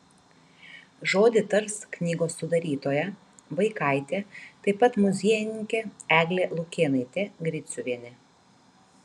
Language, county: Lithuanian, Kaunas